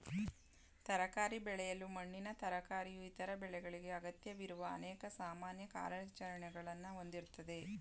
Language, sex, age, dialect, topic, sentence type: Kannada, female, 18-24, Mysore Kannada, agriculture, statement